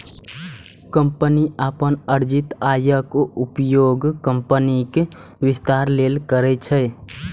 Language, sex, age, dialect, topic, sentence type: Maithili, male, 18-24, Eastern / Thethi, banking, statement